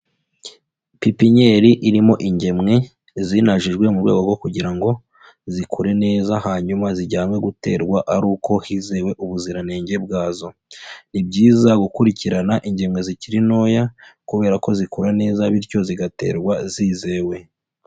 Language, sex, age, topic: Kinyarwanda, male, 25-35, agriculture